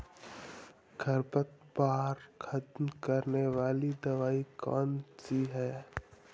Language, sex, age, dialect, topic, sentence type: Hindi, male, 18-24, Awadhi Bundeli, agriculture, question